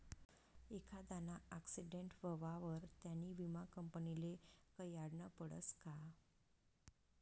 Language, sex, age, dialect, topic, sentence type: Marathi, female, 41-45, Northern Konkan, banking, statement